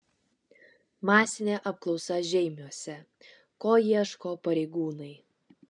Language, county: Lithuanian, Kaunas